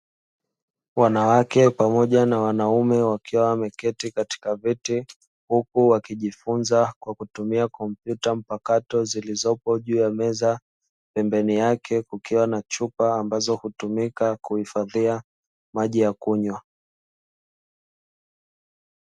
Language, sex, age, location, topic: Swahili, male, 25-35, Dar es Salaam, education